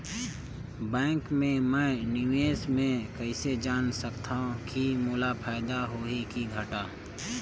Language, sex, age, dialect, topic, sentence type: Chhattisgarhi, male, 18-24, Northern/Bhandar, banking, question